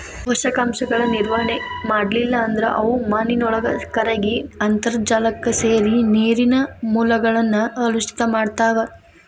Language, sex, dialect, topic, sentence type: Kannada, female, Dharwad Kannada, agriculture, statement